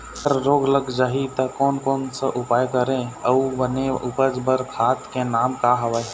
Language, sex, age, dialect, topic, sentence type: Chhattisgarhi, male, 25-30, Eastern, agriculture, question